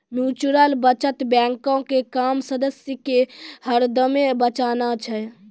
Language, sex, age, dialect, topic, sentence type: Maithili, female, 18-24, Angika, banking, statement